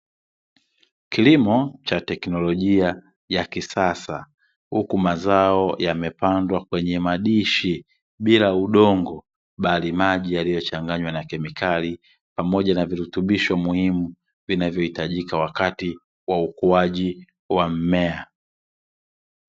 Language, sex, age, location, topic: Swahili, male, 36-49, Dar es Salaam, agriculture